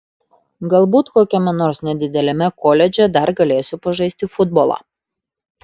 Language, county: Lithuanian, Utena